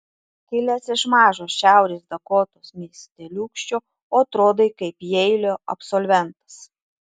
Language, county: Lithuanian, Tauragė